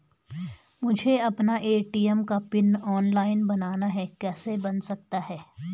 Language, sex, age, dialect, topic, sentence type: Hindi, female, 41-45, Garhwali, banking, question